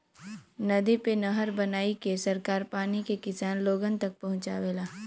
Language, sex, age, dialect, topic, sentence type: Bhojpuri, female, 18-24, Western, agriculture, statement